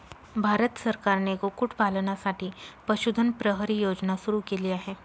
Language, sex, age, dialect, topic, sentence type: Marathi, female, 25-30, Northern Konkan, agriculture, statement